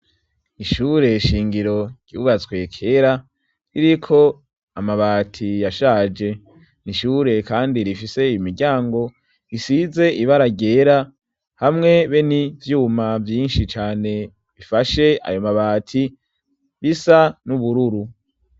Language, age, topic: Rundi, 18-24, education